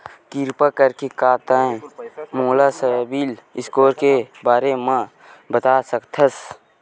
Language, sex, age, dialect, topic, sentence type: Chhattisgarhi, male, 18-24, Western/Budati/Khatahi, banking, statement